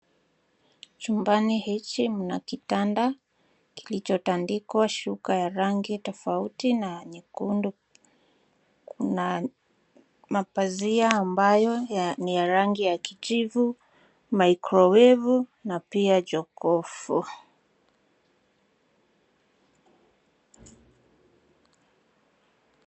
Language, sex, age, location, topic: Swahili, female, 25-35, Nairobi, education